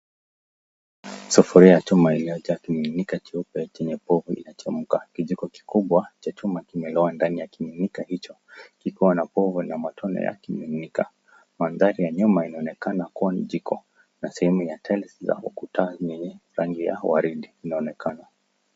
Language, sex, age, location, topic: Swahili, male, 18-24, Nakuru, agriculture